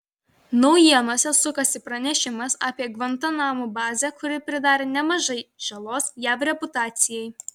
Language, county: Lithuanian, Vilnius